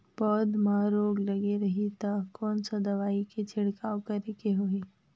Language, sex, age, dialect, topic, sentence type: Chhattisgarhi, female, 25-30, Northern/Bhandar, agriculture, question